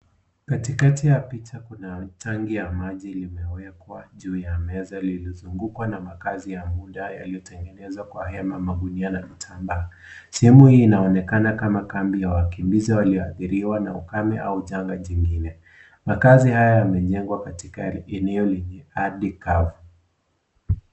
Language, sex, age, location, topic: Swahili, male, 18-24, Kisii, health